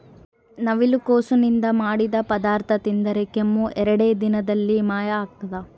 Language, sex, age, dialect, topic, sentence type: Kannada, female, 18-24, Central, agriculture, statement